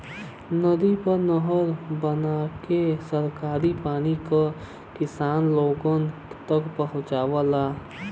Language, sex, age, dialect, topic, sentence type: Bhojpuri, male, 18-24, Western, agriculture, statement